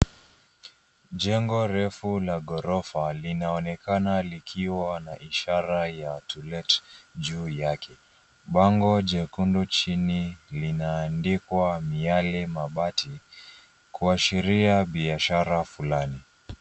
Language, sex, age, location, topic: Swahili, male, 25-35, Nairobi, finance